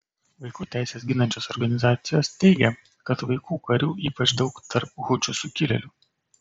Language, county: Lithuanian, Kaunas